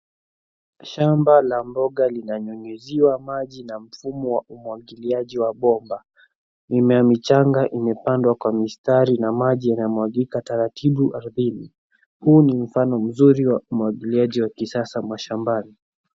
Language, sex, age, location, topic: Swahili, male, 50+, Nairobi, agriculture